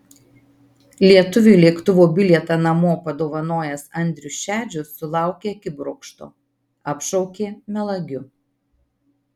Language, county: Lithuanian, Marijampolė